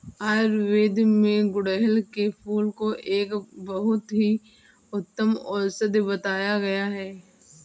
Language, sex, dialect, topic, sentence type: Hindi, female, Kanauji Braj Bhasha, agriculture, statement